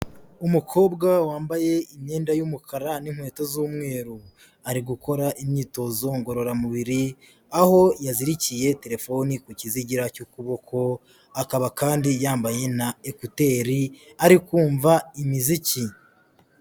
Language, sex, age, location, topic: Kinyarwanda, male, 50+, Huye, health